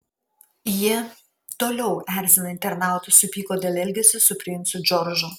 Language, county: Lithuanian, Kaunas